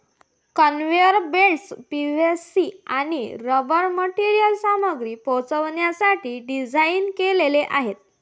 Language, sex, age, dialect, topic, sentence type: Marathi, female, 51-55, Varhadi, agriculture, statement